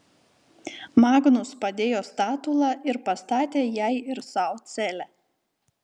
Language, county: Lithuanian, Telšiai